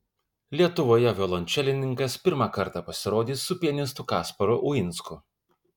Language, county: Lithuanian, Kaunas